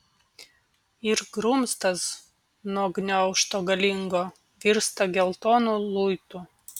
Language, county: Lithuanian, Vilnius